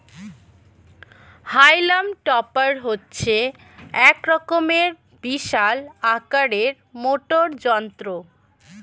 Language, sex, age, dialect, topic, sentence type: Bengali, female, 25-30, Standard Colloquial, agriculture, statement